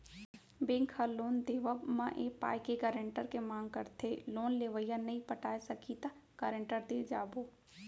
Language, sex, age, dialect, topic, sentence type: Chhattisgarhi, female, 25-30, Central, banking, statement